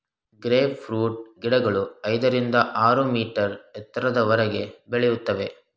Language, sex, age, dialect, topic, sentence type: Kannada, male, 18-24, Mysore Kannada, agriculture, statement